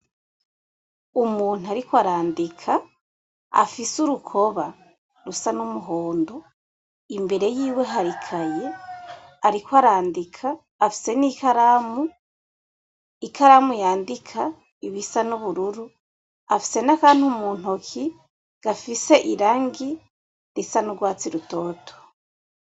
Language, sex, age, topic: Rundi, female, 25-35, education